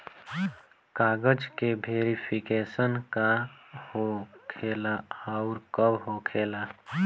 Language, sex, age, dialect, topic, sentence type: Bhojpuri, male, 18-24, Southern / Standard, banking, question